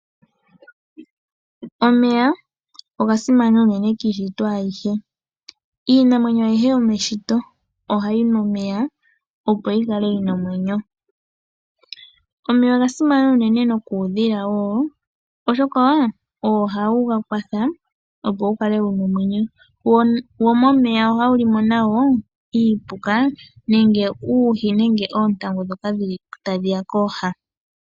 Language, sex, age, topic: Oshiwambo, male, 25-35, agriculture